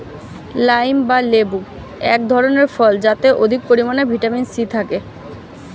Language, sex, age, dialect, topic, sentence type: Bengali, female, 25-30, Standard Colloquial, agriculture, statement